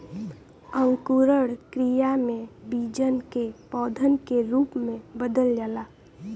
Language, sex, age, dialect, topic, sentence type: Bhojpuri, female, 18-24, Western, agriculture, statement